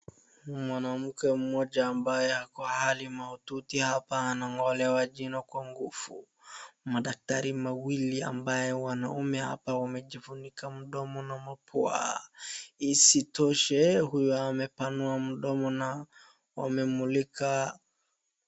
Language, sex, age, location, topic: Swahili, female, 25-35, Wajir, health